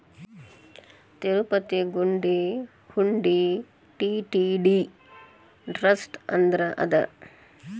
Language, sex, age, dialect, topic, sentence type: Kannada, male, 18-24, Dharwad Kannada, banking, statement